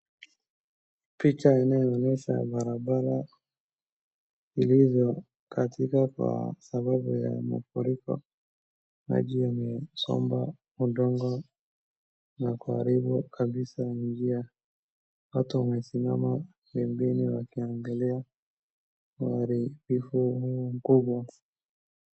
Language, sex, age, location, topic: Swahili, male, 18-24, Wajir, health